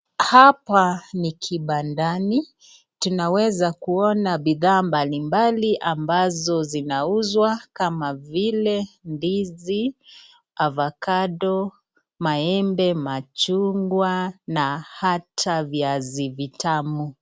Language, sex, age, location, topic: Swahili, female, 36-49, Nakuru, finance